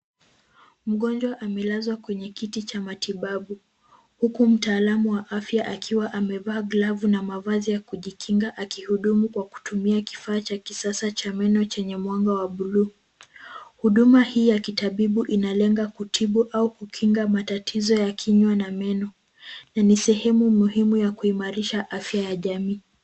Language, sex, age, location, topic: Swahili, female, 18-24, Kisumu, health